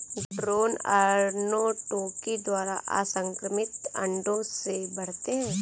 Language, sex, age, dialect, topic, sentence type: Hindi, female, 18-24, Kanauji Braj Bhasha, agriculture, statement